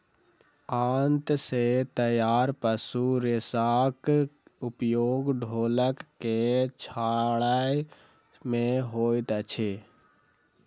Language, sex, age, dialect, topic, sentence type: Maithili, male, 60-100, Southern/Standard, agriculture, statement